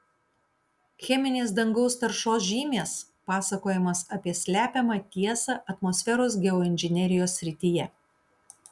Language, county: Lithuanian, Kaunas